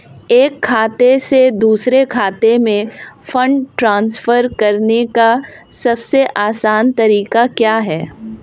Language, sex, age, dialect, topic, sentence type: Hindi, female, 31-35, Marwari Dhudhari, banking, question